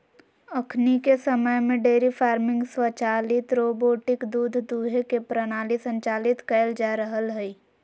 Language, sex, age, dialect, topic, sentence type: Magahi, female, 56-60, Western, agriculture, statement